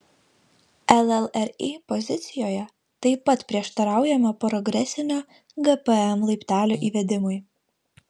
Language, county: Lithuanian, Vilnius